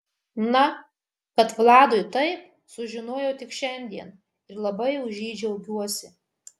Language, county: Lithuanian, Marijampolė